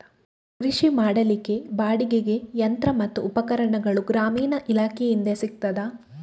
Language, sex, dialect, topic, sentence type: Kannada, female, Coastal/Dakshin, agriculture, question